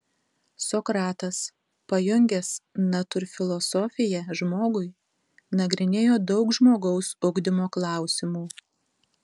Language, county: Lithuanian, Tauragė